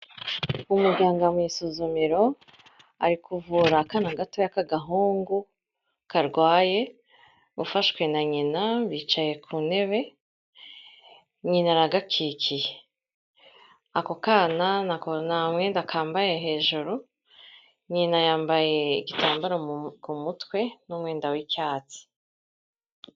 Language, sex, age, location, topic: Kinyarwanda, female, 36-49, Kigali, health